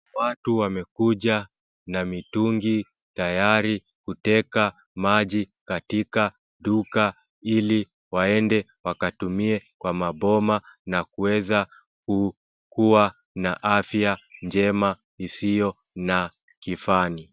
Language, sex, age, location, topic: Swahili, male, 25-35, Wajir, health